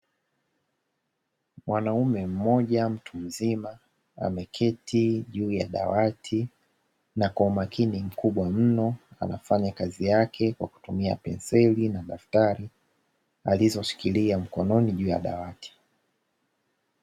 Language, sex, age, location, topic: Swahili, male, 18-24, Dar es Salaam, education